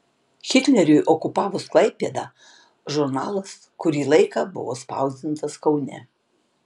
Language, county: Lithuanian, Tauragė